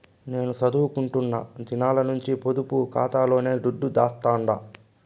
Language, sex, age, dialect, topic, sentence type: Telugu, female, 18-24, Southern, banking, statement